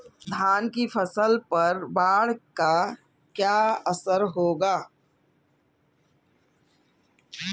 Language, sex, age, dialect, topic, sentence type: Hindi, female, 36-40, Kanauji Braj Bhasha, agriculture, question